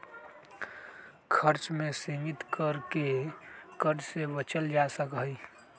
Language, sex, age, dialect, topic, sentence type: Magahi, male, 18-24, Western, banking, statement